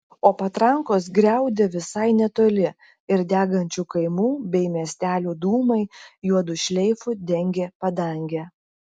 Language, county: Lithuanian, Klaipėda